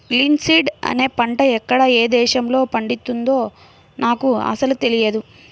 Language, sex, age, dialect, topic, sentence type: Telugu, female, 25-30, Central/Coastal, agriculture, statement